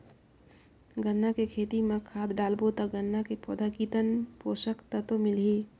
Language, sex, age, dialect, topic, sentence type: Chhattisgarhi, female, 25-30, Northern/Bhandar, agriculture, question